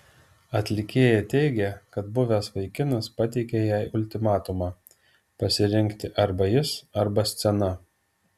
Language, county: Lithuanian, Alytus